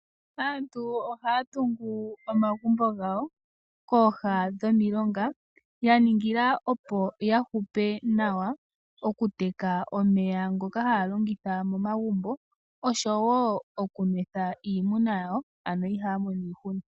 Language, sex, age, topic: Oshiwambo, female, 25-35, agriculture